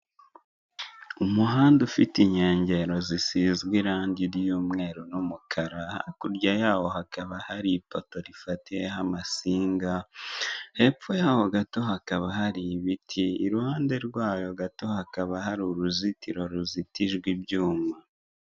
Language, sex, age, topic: Kinyarwanda, male, 18-24, government